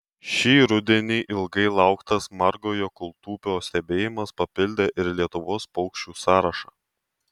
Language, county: Lithuanian, Tauragė